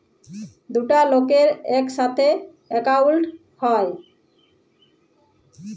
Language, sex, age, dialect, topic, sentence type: Bengali, female, 31-35, Jharkhandi, banking, statement